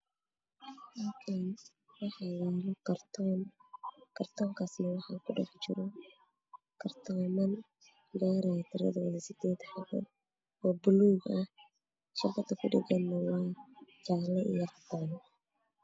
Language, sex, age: Somali, female, 18-24